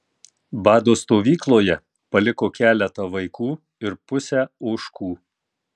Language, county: Lithuanian, Tauragė